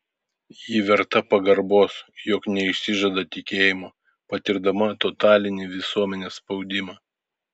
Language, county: Lithuanian, Vilnius